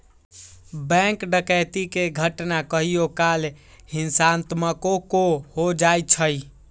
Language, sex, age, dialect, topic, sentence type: Magahi, male, 18-24, Western, banking, statement